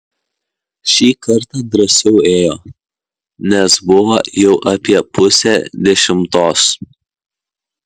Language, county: Lithuanian, Kaunas